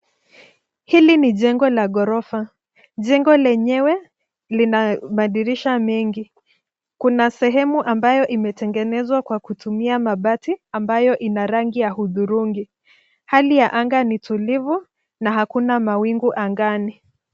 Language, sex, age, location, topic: Swahili, female, 25-35, Nairobi, finance